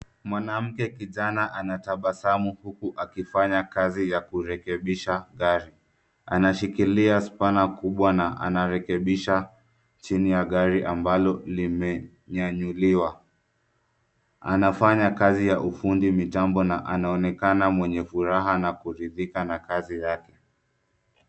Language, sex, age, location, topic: Swahili, male, 25-35, Nairobi, education